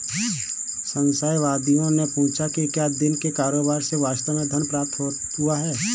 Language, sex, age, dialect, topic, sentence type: Hindi, male, 25-30, Awadhi Bundeli, banking, statement